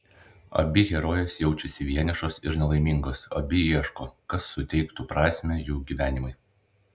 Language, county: Lithuanian, Klaipėda